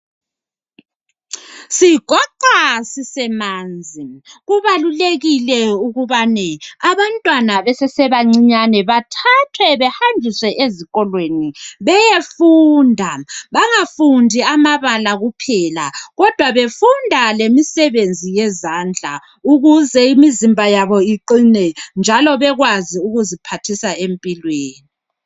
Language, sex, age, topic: North Ndebele, female, 36-49, education